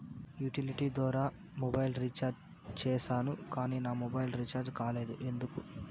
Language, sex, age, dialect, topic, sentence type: Telugu, male, 18-24, Southern, banking, question